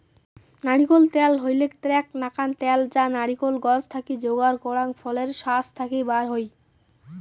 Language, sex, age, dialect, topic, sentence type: Bengali, male, 18-24, Rajbangshi, agriculture, statement